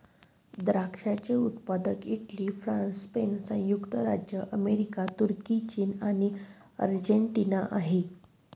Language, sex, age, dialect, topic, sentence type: Marathi, female, 31-35, Northern Konkan, agriculture, statement